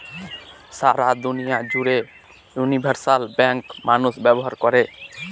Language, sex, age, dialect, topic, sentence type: Bengali, male, <18, Northern/Varendri, banking, statement